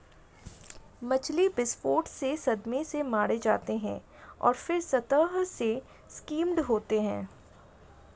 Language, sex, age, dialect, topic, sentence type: Hindi, female, 25-30, Hindustani Malvi Khadi Boli, agriculture, statement